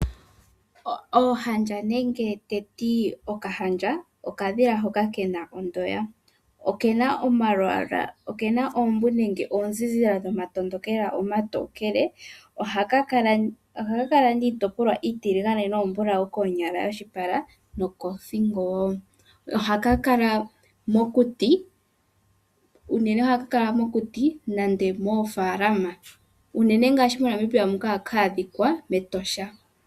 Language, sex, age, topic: Oshiwambo, female, 18-24, agriculture